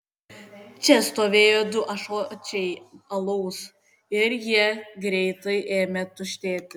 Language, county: Lithuanian, Kaunas